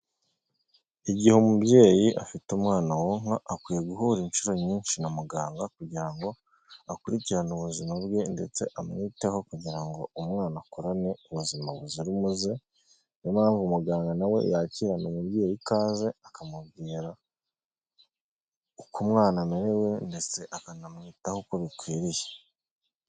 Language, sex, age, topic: Kinyarwanda, male, 25-35, health